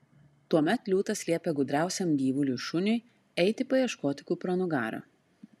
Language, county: Lithuanian, Klaipėda